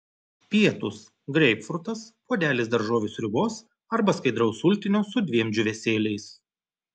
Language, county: Lithuanian, Telšiai